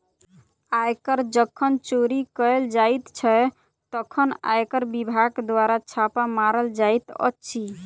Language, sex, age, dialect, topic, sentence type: Maithili, female, 18-24, Southern/Standard, banking, statement